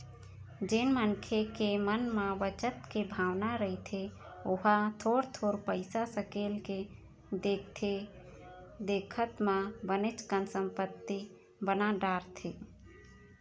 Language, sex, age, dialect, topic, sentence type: Chhattisgarhi, female, 31-35, Eastern, banking, statement